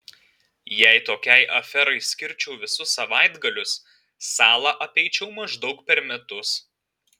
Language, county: Lithuanian, Alytus